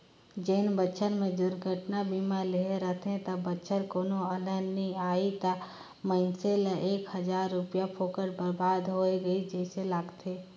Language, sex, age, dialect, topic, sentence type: Chhattisgarhi, female, 18-24, Northern/Bhandar, banking, statement